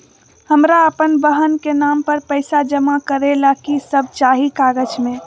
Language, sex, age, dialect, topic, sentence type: Magahi, female, 25-30, Western, banking, question